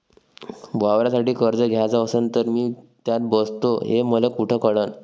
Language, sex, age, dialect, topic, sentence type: Marathi, male, 25-30, Varhadi, banking, question